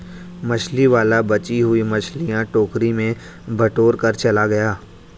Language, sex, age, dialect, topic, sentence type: Hindi, male, 46-50, Hindustani Malvi Khadi Boli, agriculture, statement